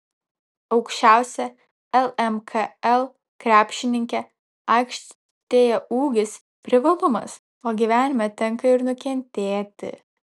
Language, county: Lithuanian, Vilnius